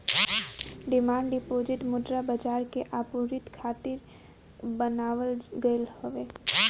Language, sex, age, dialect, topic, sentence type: Bhojpuri, female, 18-24, Northern, banking, statement